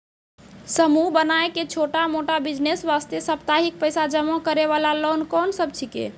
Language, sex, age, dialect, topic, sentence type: Maithili, female, 18-24, Angika, banking, question